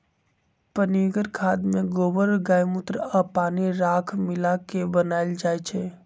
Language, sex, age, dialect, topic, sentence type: Magahi, male, 60-100, Western, agriculture, statement